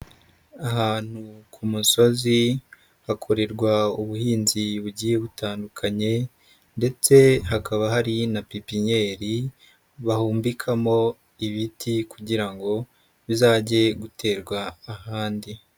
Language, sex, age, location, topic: Kinyarwanda, male, 50+, Nyagatare, agriculture